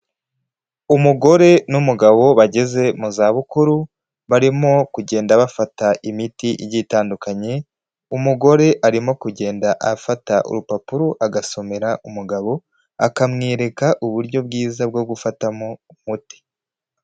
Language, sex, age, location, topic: Kinyarwanda, male, 18-24, Huye, health